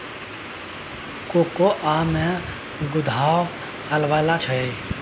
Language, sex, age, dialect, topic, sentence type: Maithili, male, 18-24, Bajjika, agriculture, statement